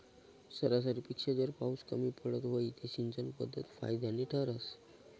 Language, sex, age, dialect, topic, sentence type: Marathi, male, 31-35, Northern Konkan, agriculture, statement